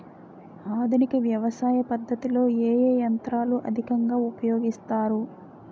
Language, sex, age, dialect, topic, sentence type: Telugu, female, 18-24, Utterandhra, agriculture, question